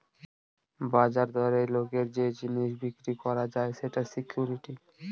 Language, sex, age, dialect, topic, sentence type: Bengali, male, 18-24, Northern/Varendri, banking, statement